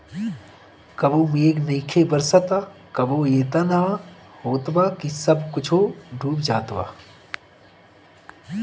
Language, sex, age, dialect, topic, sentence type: Bhojpuri, male, 31-35, Northern, agriculture, statement